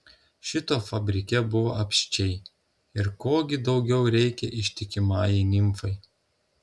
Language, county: Lithuanian, Telšiai